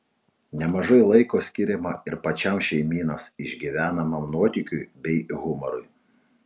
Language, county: Lithuanian, Utena